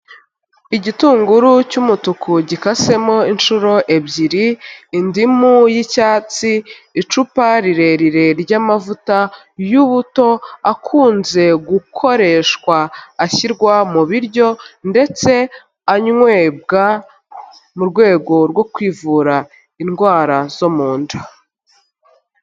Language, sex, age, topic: Kinyarwanda, female, 25-35, health